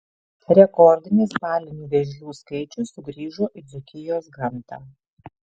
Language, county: Lithuanian, Šiauliai